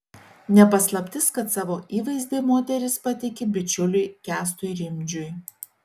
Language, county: Lithuanian, Šiauliai